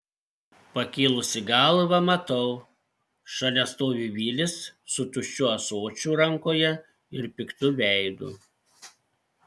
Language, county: Lithuanian, Panevėžys